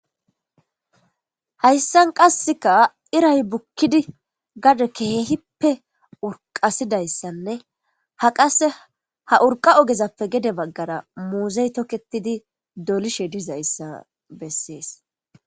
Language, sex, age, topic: Gamo, female, 18-24, government